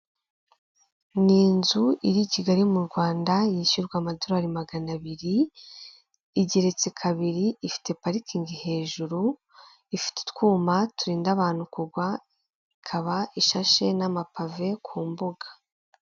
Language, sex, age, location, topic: Kinyarwanda, female, 18-24, Kigali, finance